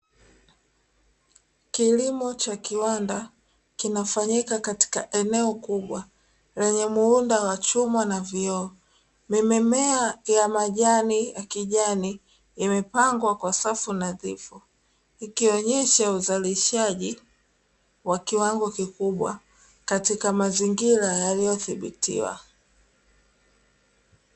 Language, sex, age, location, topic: Swahili, female, 18-24, Dar es Salaam, agriculture